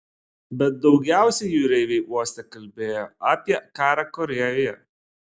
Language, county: Lithuanian, Klaipėda